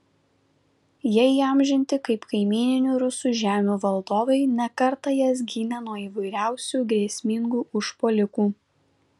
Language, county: Lithuanian, Vilnius